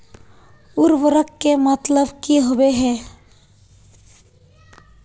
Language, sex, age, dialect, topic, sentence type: Magahi, female, 18-24, Northeastern/Surjapuri, agriculture, question